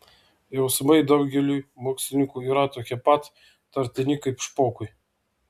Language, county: Lithuanian, Vilnius